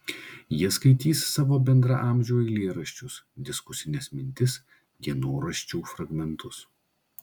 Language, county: Lithuanian, Klaipėda